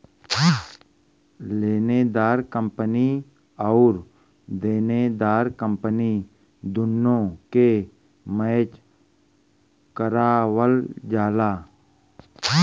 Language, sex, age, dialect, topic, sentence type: Bhojpuri, male, 41-45, Western, banking, statement